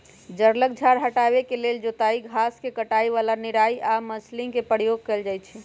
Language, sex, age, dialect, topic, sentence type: Magahi, male, 18-24, Western, agriculture, statement